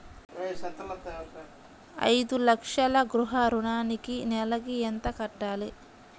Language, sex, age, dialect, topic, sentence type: Telugu, female, 25-30, Central/Coastal, banking, question